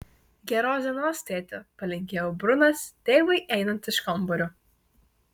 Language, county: Lithuanian, Marijampolė